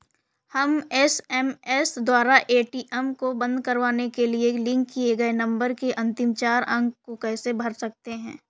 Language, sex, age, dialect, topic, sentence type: Hindi, female, 18-24, Awadhi Bundeli, banking, question